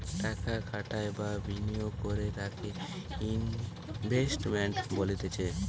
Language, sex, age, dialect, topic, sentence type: Bengali, male, 18-24, Western, banking, statement